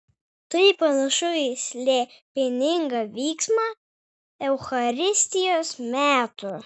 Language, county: Lithuanian, Vilnius